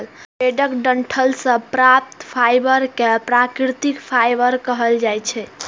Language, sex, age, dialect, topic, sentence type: Maithili, female, 18-24, Eastern / Thethi, agriculture, statement